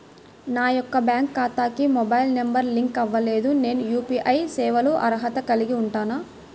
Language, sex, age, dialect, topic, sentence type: Telugu, male, 60-100, Central/Coastal, banking, question